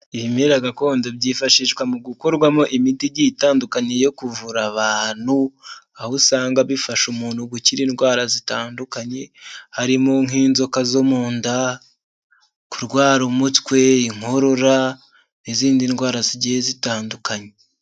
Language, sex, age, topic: Kinyarwanda, male, 18-24, health